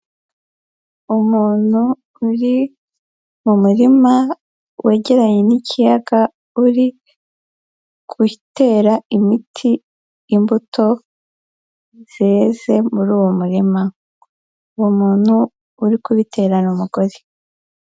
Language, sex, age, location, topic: Kinyarwanda, female, 18-24, Huye, agriculture